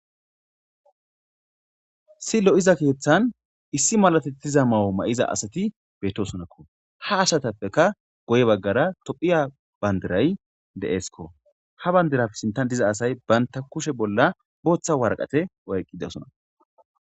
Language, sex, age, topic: Gamo, male, 18-24, government